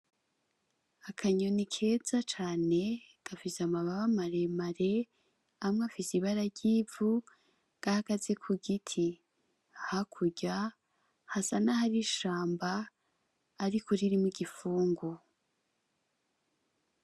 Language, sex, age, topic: Rundi, female, 25-35, agriculture